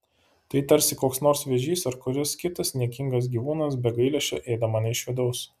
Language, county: Lithuanian, Panevėžys